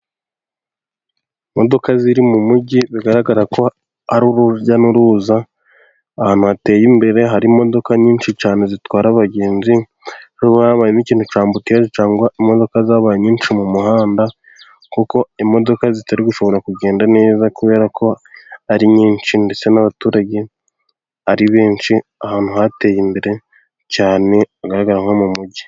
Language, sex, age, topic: Kinyarwanda, male, 18-24, government